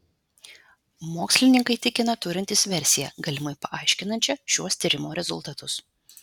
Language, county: Lithuanian, Vilnius